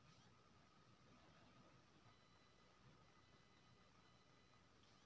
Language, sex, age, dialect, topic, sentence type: Maithili, male, 25-30, Bajjika, agriculture, statement